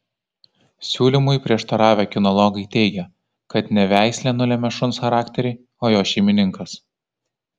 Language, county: Lithuanian, Kaunas